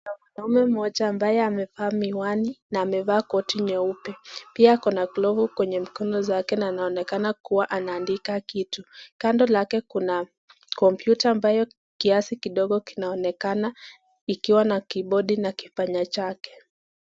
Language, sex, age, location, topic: Swahili, female, 25-35, Nakuru, health